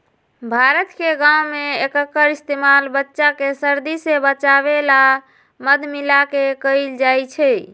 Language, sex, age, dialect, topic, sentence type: Magahi, female, 18-24, Western, agriculture, statement